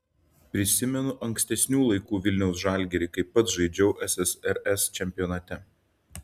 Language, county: Lithuanian, Šiauliai